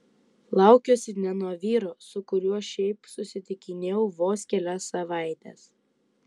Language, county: Lithuanian, Utena